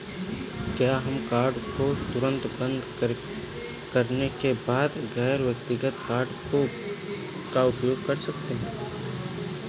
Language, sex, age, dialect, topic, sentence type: Hindi, male, 18-24, Awadhi Bundeli, banking, question